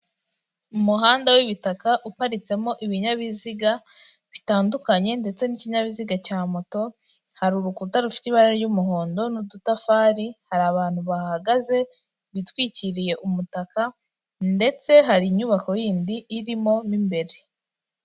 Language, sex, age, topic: Kinyarwanda, female, 25-35, government